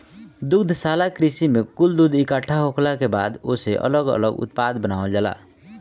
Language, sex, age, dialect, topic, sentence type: Bhojpuri, male, 25-30, Northern, agriculture, statement